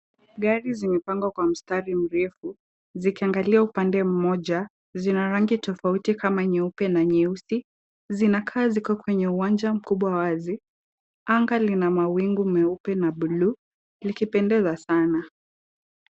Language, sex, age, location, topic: Swahili, female, 18-24, Kisumu, finance